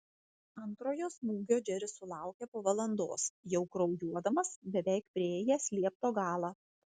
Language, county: Lithuanian, Vilnius